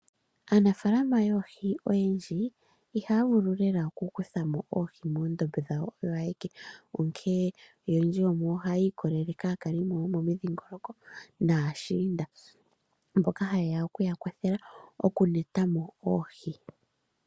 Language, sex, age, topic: Oshiwambo, female, 25-35, agriculture